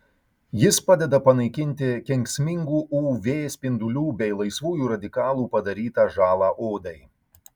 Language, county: Lithuanian, Kaunas